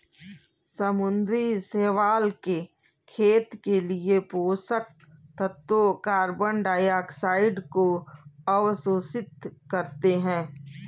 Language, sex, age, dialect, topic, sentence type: Hindi, female, 18-24, Kanauji Braj Bhasha, agriculture, statement